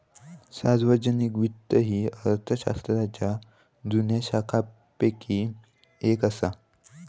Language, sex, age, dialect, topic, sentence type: Marathi, male, 18-24, Southern Konkan, banking, statement